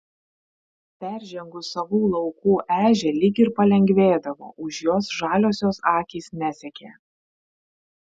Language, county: Lithuanian, Vilnius